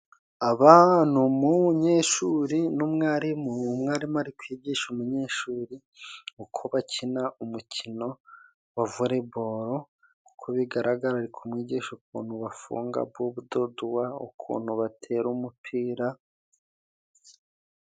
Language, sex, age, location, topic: Kinyarwanda, male, 36-49, Musanze, government